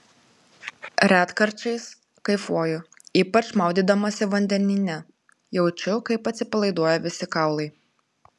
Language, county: Lithuanian, Klaipėda